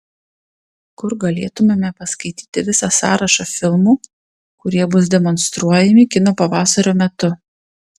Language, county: Lithuanian, Panevėžys